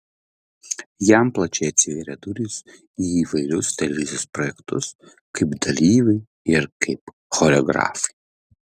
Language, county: Lithuanian, Vilnius